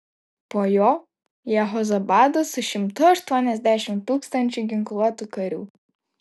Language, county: Lithuanian, Vilnius